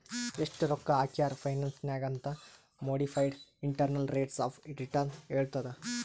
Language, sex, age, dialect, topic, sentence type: Kannada, male, 18-24, Northeastern, banking, statement